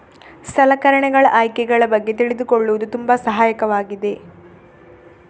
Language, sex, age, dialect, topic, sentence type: Kannada, female, 18-24, Coastal/Dakshin, agriculture, statement